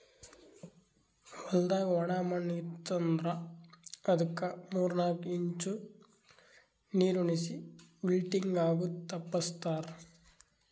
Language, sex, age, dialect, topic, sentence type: Kannada, male, 18-24, Northeastern, agriculture, statement